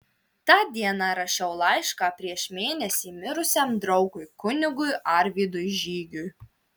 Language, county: Lithuanian, Marijampolė